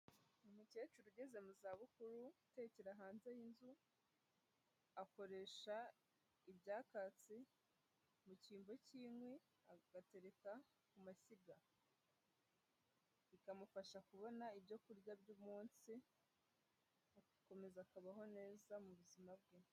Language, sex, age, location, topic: Kinyarwanda, female, 25-35, Huye, health